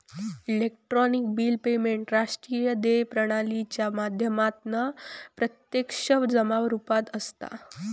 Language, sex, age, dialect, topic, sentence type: Marathi, female, 18-24, Southern Konkan, banking, statement